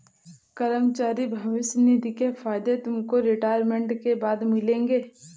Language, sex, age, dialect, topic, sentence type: Hindi, female, 18-24, Awadhi Bundeli, banking, statement